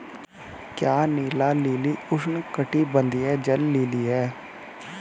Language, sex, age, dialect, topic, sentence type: Hindi, male, 18-24, Hindustani Malvi Khadi Boli, agriculture, statement